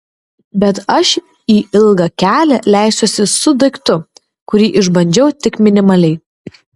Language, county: Lithuanian, Kaunas